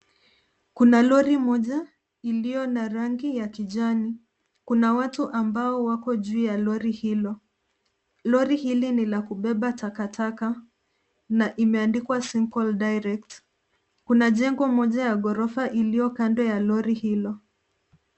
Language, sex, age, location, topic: Swahili, female, 50+, Nairobi, government